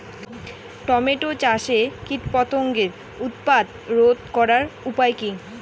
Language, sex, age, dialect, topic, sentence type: Bengali, female, 18-24, Rajbangshi, agriculture, question